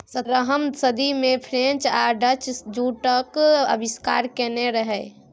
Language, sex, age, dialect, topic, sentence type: Maithili, female, 18-24, Bajjika, agriculture, statement